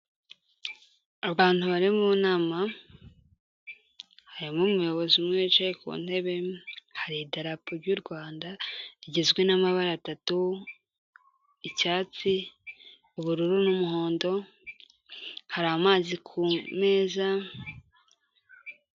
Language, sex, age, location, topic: Kinyarwanda, female, 18-24, Kigali, health